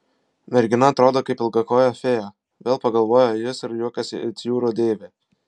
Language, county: Lithuanian, Vilnius